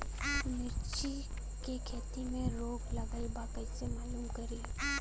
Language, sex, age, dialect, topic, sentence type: Bhojpuri, female, 18-24, Western, agriculture, question